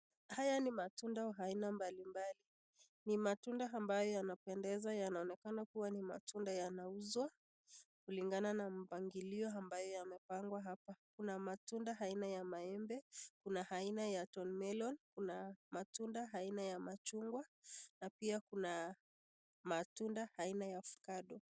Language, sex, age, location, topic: Swahili, female, 25-35, Nakuru, finance